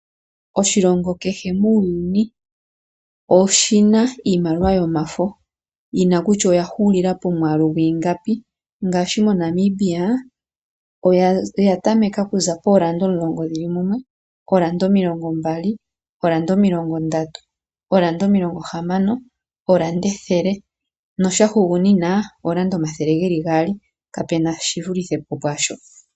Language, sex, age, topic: Oshiwambo, female, 25-35, finance